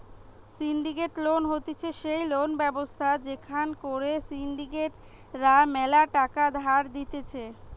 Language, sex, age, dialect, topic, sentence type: Bengali, female, 25-30, Western, banking, statement